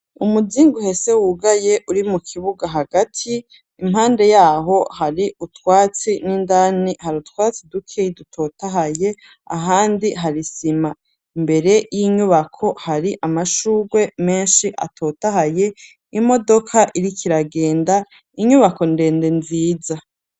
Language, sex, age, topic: Rundi, male, 36-49, education